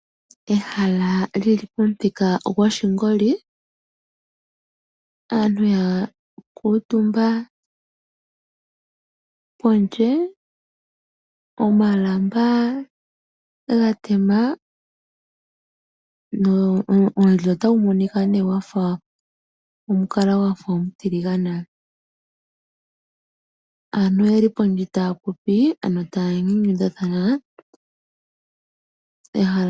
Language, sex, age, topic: Oshiwambo, female, 25-35, agriculture